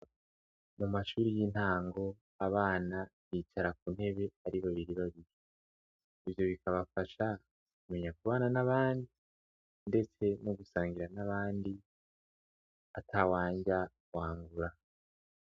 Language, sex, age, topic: Rundi, male, 18-24, education